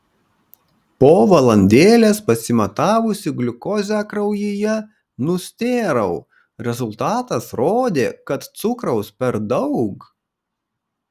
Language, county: Lithuanian, Kaunas